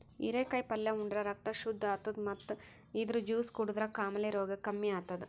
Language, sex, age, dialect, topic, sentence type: Kannada, female, 18-24, Northeastern, agriculture, statement